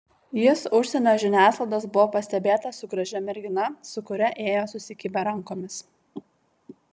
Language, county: Lithuanian, Vilnius